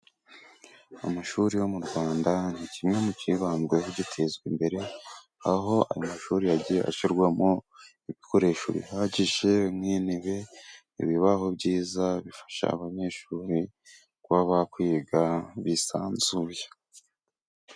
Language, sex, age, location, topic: Kinyarwanda, male, 18-24, Burera, education